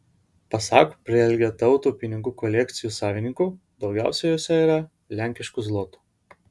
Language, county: Lithuanian, Vilnius